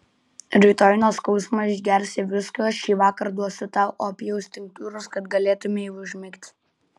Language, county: Lithuanian, Kaunas